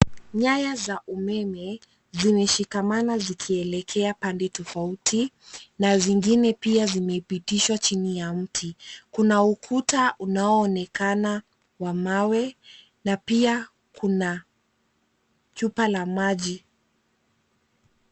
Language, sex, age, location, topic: Swahili, female, 25-35, Nairobi, government